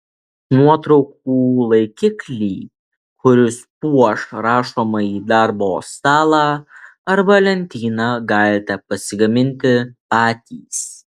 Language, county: Lithuanian, Alytus